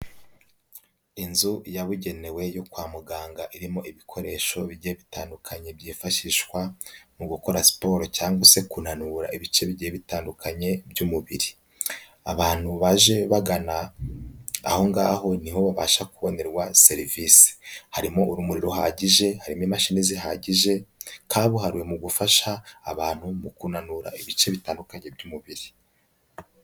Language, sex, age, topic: Kinyarwanda, male, 18-24, health